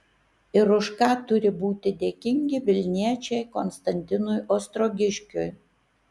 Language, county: Lithuanian, Kaunas